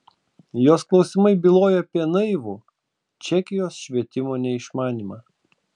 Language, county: Lithuanian, Klaipėda